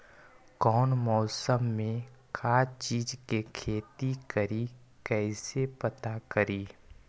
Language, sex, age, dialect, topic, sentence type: Magahi, male, 25-30, Western, agriculture, question